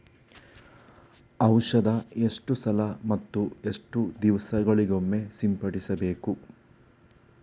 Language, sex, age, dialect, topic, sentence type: Kannada, male, 18-24, Coastal/Dakshin, agriculture, question